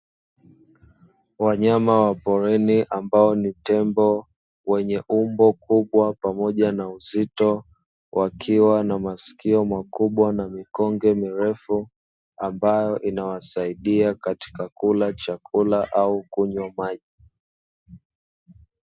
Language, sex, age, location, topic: Swahili, male, 25-35, Dar es Salaam, agriculture